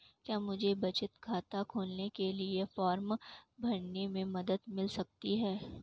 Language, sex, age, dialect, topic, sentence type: Hindi, female, 18-24, Marwari Dhudhari, banking, question